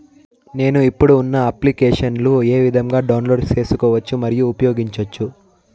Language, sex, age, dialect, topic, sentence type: Telugu, male, 18-24, Southern, banking, question